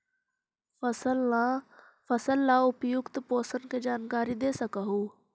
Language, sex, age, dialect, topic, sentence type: Magahi, female, 18-24, Central/Standard, agriculture, question